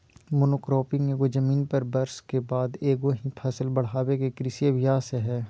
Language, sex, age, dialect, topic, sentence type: Magahi, male, 18-24, Southern, agriculture, statement